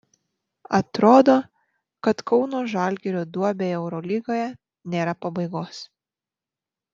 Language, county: Lithuanian, Marijampolė